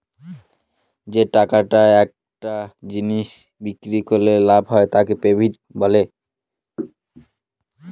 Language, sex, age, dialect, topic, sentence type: Bengali, male, 18-24, Northern/Varendri, banking, statement